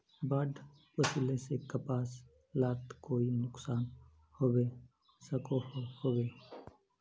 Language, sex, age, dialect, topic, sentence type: Magahi, male, 31-35, Northeastern/Surjapuri, agriculture, question